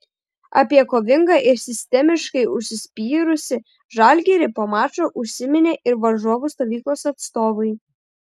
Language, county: Lithuanian, Šiauliai